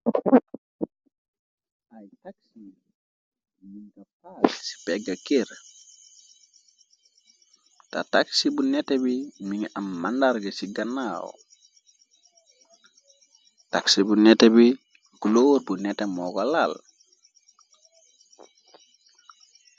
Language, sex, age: Wolof, male, 25-35